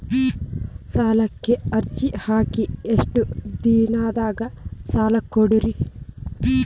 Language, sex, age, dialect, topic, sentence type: Kannada, female, 25-30, Dharwad Kannada, banking, question